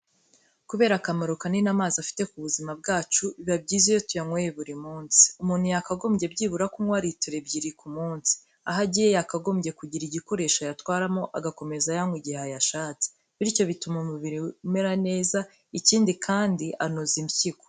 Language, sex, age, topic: Kinyarwanda, female, 18-24, education